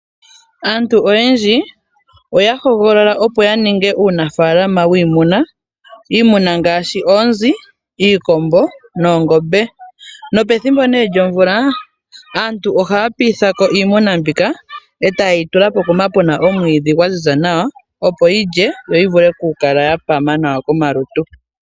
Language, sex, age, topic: Oshiwambo, female, 25-35, agriculture